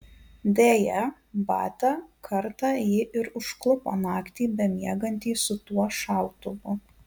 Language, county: Lithuanian, Alytus